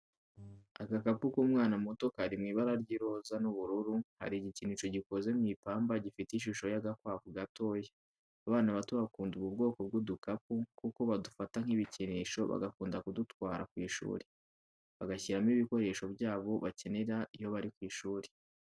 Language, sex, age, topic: Kinyarwanda, male, 18-24, education